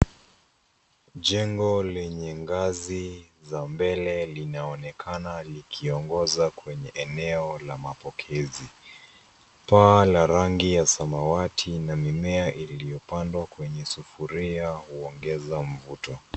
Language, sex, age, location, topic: Swahili, male, 25-35, Nairobi, education